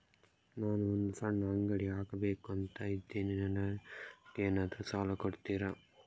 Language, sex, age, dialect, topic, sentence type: Kannada, male, 31-35, Coastal/Dakshin, banking, question